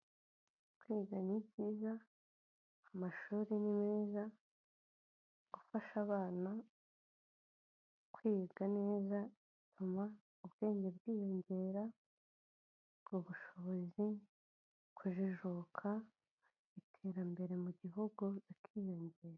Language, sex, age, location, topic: Kinyarwanda, female, 25-35, Kigali, health